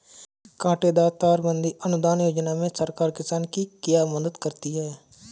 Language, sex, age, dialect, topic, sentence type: Hindi, male, 25-30, Marwari Dhudhari, agriculture, question